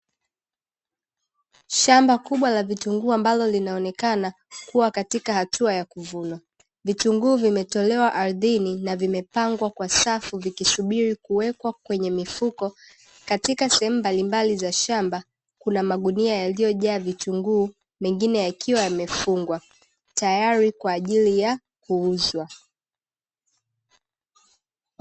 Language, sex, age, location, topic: Swahili, female, 18-24, Dar es Salaam, agriculture